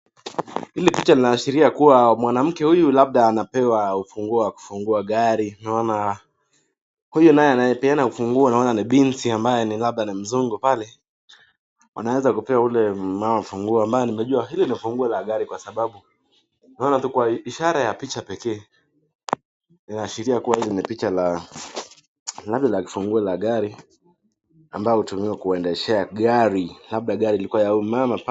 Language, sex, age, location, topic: Swahili, male, 18-24, Nakuru, finance